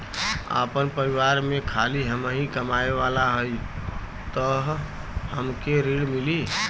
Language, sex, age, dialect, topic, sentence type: Bhojpuri, male, 36-40, Western, banking, question